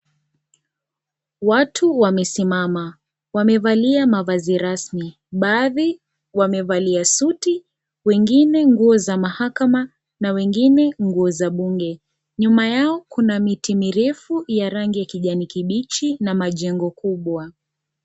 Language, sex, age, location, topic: Swahili, female, 25-35, Kisii, government